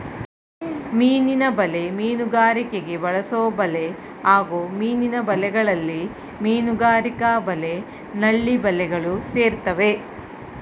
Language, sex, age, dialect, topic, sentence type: Kannada, female, 41-45, Mysore Kannada, agriculture, statement